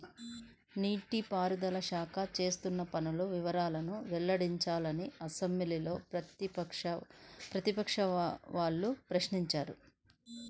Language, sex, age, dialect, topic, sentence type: Telugu, female, 46-50, Central/Coastal, agriculture, statement